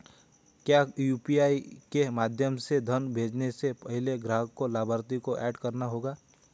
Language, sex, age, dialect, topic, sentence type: Hindi, male, 18-24, Hindustani Malvi Khadi Boli, banking, question